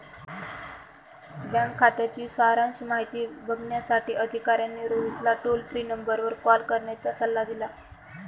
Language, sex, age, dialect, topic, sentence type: Marathi, female, 25-30, Northern Konkan, banking, statement